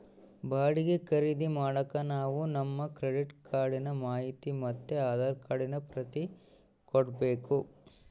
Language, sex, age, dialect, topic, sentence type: Kannada, male, 18-24, Central, banking, statement